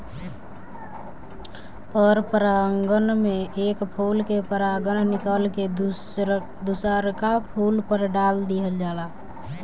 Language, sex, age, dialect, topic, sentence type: Bhojpuri, female, <18, Southern / Standard, agriculture, statement